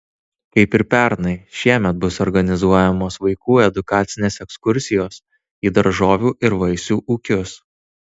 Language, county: Lithuanian, Tauragė